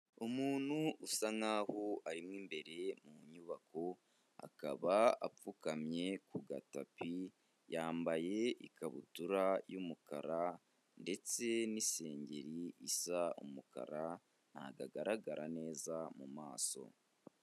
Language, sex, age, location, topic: Kinyarwanda, male, 25-35, Kigali, health